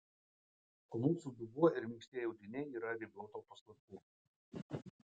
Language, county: Lithuanian, Utena